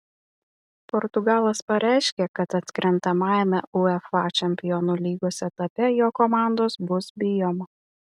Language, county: Lithuanian, Vilnius